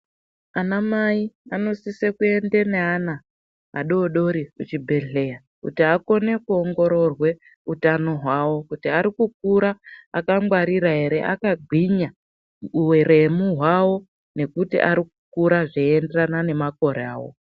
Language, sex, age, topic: Ndau, female, 50+, health